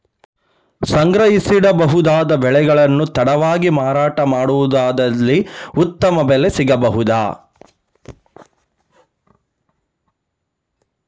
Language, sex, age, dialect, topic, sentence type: Kannada, male, 31-35, Coastal/Dakshin, agriculture, question